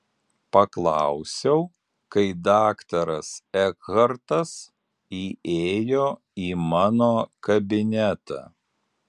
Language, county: Lithuanian, Alytus